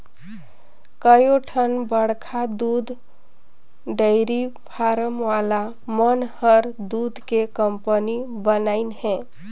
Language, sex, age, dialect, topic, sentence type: Chhattisgarhi, female, 31-35, Northern/Bhandar, agriculture, statement